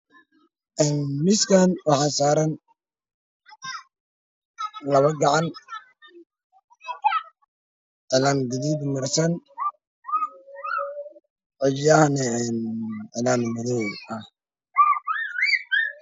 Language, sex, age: Somali, male, 25-35